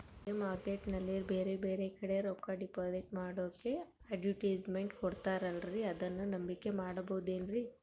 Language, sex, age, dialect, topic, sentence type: Kannada, female, 18-24, Central, banking, question